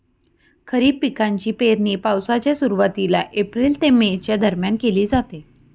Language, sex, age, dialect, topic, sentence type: Marathi, female, 31-35, Northern Konkan, agriculture, statement